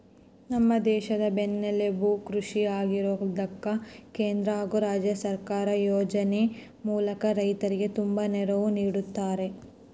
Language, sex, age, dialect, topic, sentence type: Kannada, female, 18-24, Central, agriculture, statement